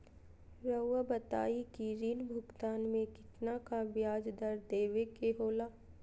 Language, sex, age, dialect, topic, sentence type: Magahi, female, 18-24, Southern, banking, question